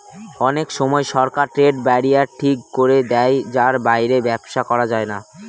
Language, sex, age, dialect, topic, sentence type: Bengali, male, <18, Northern/Varendri, banking, statement